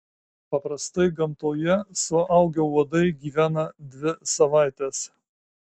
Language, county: Lithuanian, Marijampolė